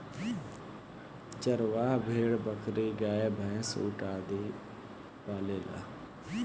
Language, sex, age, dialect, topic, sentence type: Bhojpuri, male, 18-24, Southern / Standard, agriculture, statement